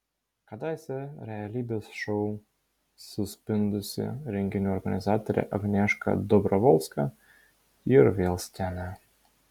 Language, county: Lithuanian, Vilnius